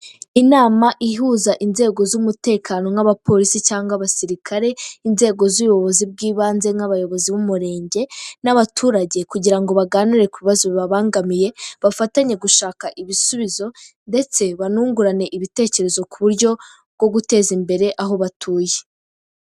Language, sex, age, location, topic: Kinyarwanda, female, 18-24, Kigali, health